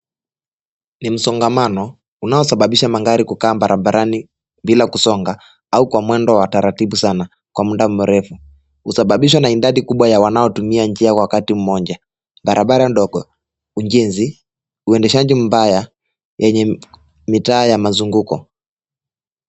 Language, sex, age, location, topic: Swahili, male, 18-24, Nairobi, government